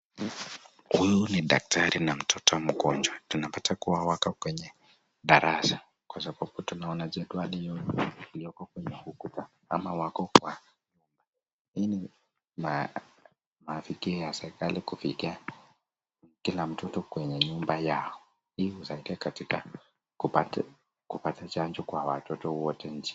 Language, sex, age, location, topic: Swahili, male, 18-24, Nakuru, health